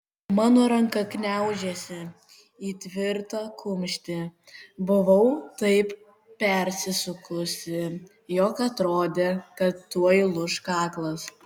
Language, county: Lithuanian, Kaunas